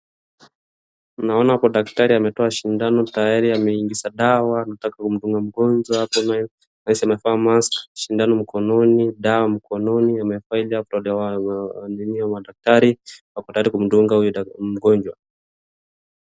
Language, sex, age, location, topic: Swahili, male, 25-35, Wajir, health